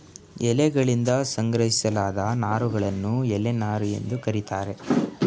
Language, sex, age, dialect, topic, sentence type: Kannada, male, 18-24, Mysore Kannada, agriculture, statement